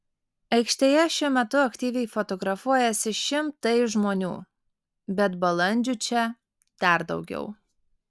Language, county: Lithuanian, Alytus